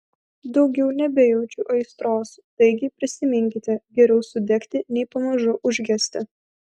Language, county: Lithuanian, Vilnius